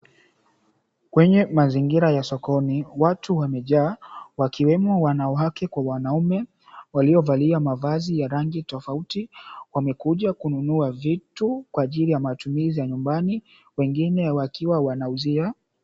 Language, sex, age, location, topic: Swahili, male, 18-24, Mombasa, finance